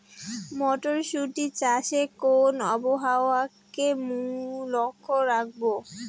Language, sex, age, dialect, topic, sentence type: Bengali, female, 18-24, Rajbangshi, agriculture, question